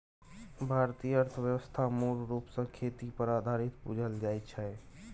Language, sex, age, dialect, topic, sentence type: Maithili, male, 18-24, Bajjika, agriculture, statement